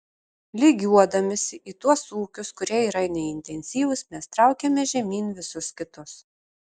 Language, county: Lithuanian, Šiauliai